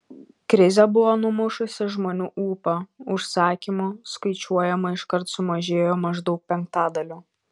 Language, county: Lithuanian, Šiauliai